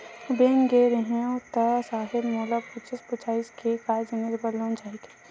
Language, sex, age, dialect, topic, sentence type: Chhattisgarhi, female, 18-24, Western/Budati/Khatahi, banking, statement